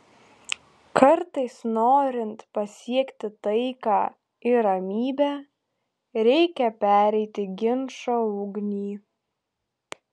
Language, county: Lithuanian, Klaipėda